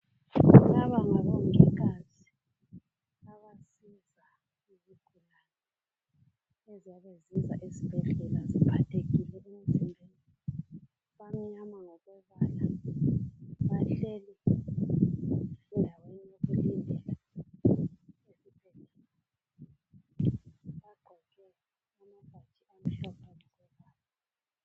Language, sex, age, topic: North Ndebele, female, 36-49, health